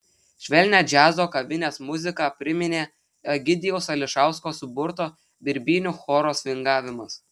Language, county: Lithuanian, Telšiai